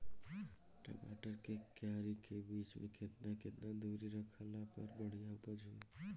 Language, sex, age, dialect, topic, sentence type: Bhojpuri, male, 18-24, Southern / Standard, agriculture, question